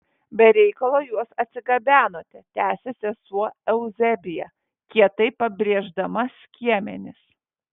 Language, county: Lithuanian, Vilnius